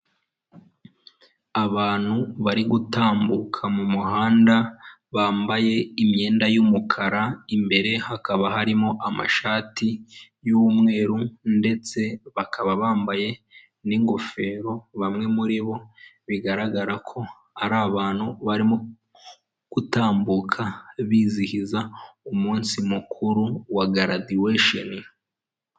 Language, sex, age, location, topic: Kinyarwanda, male, 25-35, Huye, government